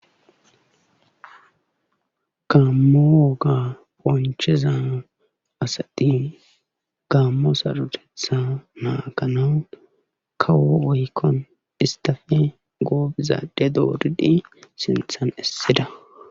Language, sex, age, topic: Gamo, male, 18-24, government